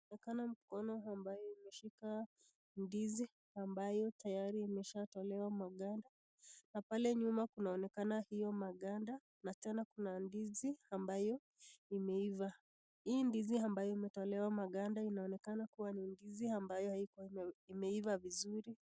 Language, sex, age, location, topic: Swahili, female, 25-35, Nakuru, agriculture